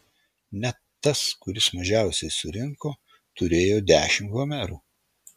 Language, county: Lithuanian, Vilnius